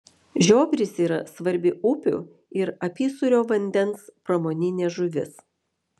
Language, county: Lithuanian, Vilnius